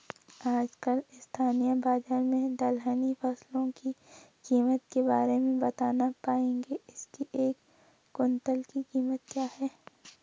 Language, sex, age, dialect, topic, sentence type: Hindi, female, 18-24, Garhwali, agriculture, question